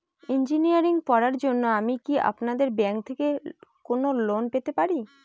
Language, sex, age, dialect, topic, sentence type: Bengali, female, 25-30, Northern/Varendri, banking, question